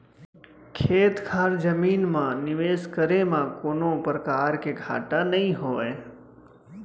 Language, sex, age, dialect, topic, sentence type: Chhattisgarhi, male, 25-30, Central, agriculture, statement